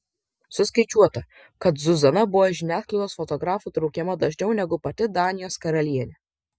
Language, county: Lithuanian, Vilnius